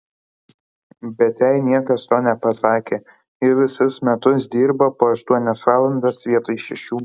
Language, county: Lithuanian, Kaunas